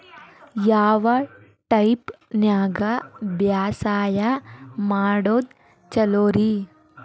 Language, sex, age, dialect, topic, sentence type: Kannada, female, 18-24, Dharwad Kannada, agriculture, question